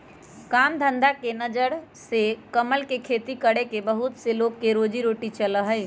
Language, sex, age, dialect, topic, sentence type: Magahi, female, 31-35, Western, agriculture, statement